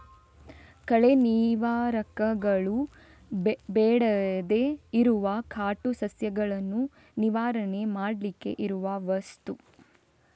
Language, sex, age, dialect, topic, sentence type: Kannada, female, 25-30, Coastal/Dakshin, agriculture, statement